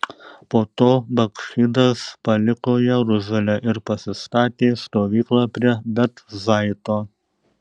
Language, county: Lithuanian, Šiauliai